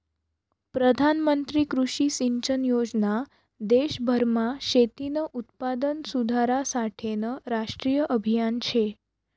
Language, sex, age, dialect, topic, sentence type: Marathi, female, 31-35, Northern Konkan, agriculture, statement